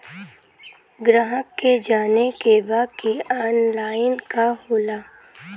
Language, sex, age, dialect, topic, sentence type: Bhojpuri, female, <18, Western, banking, question